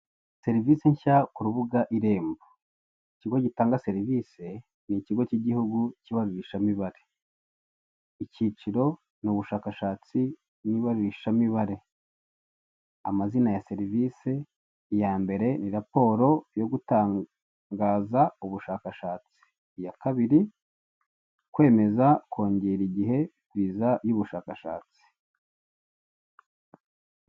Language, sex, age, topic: Kinyarwanda, male, 50+, government